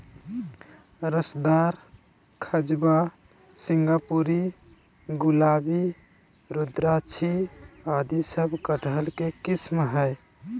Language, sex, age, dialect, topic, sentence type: Magahi, male, 25-30, Southern, agriculture, statement